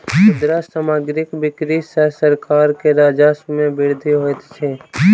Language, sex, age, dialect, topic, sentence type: Maithili, male, 36-40, Southern/Standard, agriculture, statement